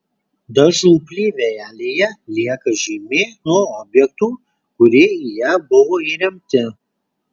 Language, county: Lithuanian, Kaunas